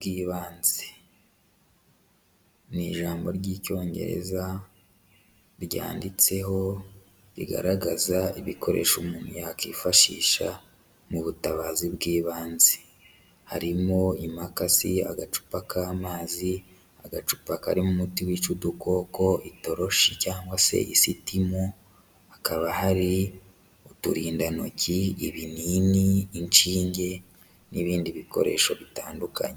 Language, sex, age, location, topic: Kinyarwanda, male, 25-35, Huye, health